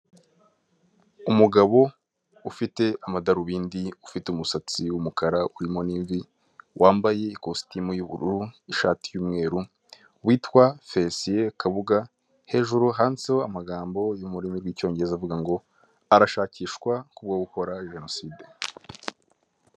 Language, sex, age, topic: Kinyarwanda, male, 18-24, government